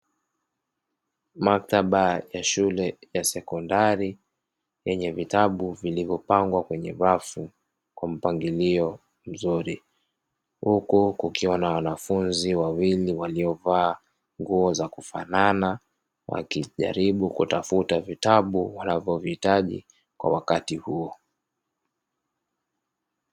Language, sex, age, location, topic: Swahili, male, 36-49, Dar es Salaam, education